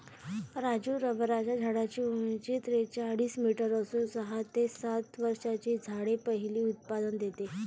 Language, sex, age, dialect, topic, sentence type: Marathi, female, 18-24, Varhadi, agriculture, statement